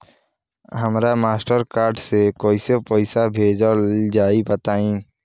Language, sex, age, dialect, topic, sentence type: Bhojpuri, male, <18, Southern / Standard, banking, question